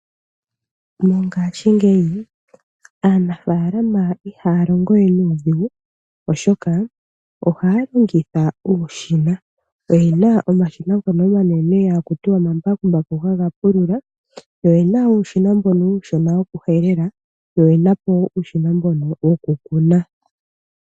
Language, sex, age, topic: Oshiwambo, male, 25-35, agriculture